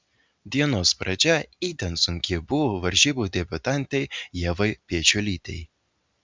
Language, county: Lithuanian, Vilnius